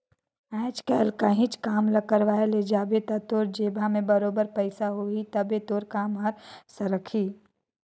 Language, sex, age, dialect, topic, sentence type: Chhattisgarhi, female, 18-24, Northern/Bhandar, banking, statement